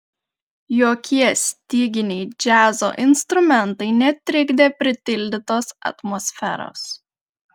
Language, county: Lithuanian, Panevėžys